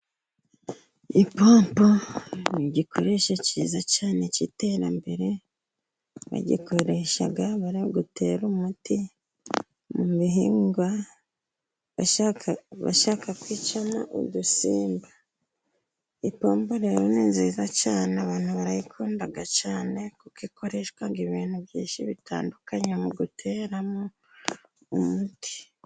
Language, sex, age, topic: Kinyarwanda, female, 25-35, government